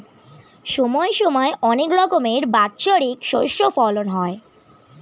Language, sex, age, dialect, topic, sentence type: Bengali, male, <18, Standard Colloquial, agriculture, statement